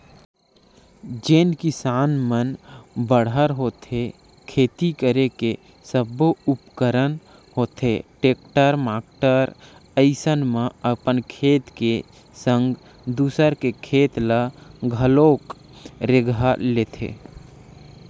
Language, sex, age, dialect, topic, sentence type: Chhattisgarhi, male, 25-30, Western/Budati/Khatahi, banking, statement